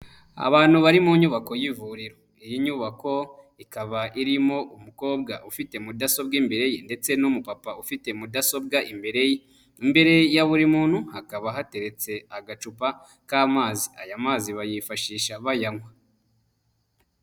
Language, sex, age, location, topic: Kinyarwanda, male, 25-35, Nyagatare, health